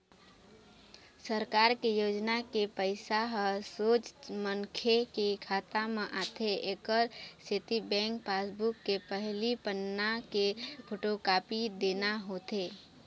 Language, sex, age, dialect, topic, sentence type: Chhattisgarhi, female, 25-30, Eastern, banking, statement